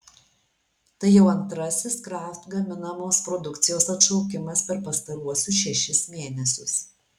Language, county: Lithuanian, Alytus